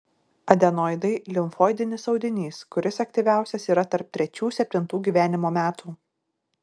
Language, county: Lithuanian, Šiauliai